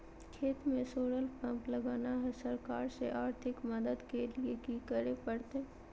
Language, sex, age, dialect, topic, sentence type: Magahi, female, 25-30, Southern, agriculture, question